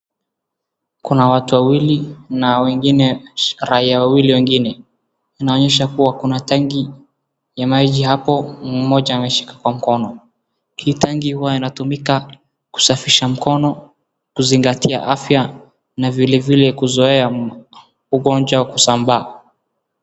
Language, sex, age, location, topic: Swahili, female, 36-49, Wajir, health